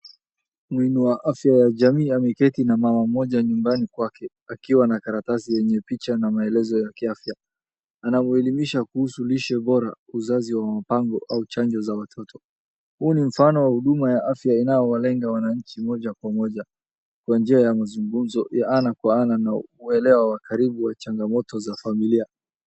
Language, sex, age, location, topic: Swahili, male, 25-35, Wajir, health